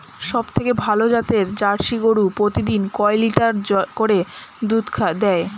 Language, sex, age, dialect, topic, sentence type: Bengali, female, 25-30, Standard Colloquial, agriculture, question